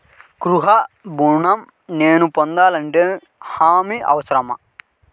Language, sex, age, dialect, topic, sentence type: Telugu, male, 31-35, Central/Coastal, banking, question